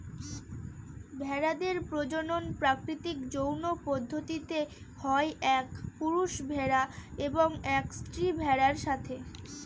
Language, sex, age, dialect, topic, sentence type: Bengali, female, 18-24, Northern/Varendri, agriculture, statement